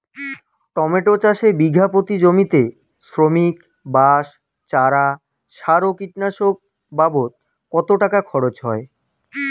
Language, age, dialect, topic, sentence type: Bengali, 25-30, Rajbangshi, agriculture, question